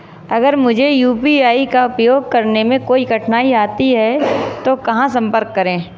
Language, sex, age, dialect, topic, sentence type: Hindi, female, 25-30, Marwari Dhudhari, banking, question